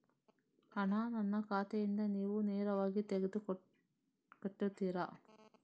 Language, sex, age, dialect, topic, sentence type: Kannada, female, 18-24, Coastal/Dakshin, banking, question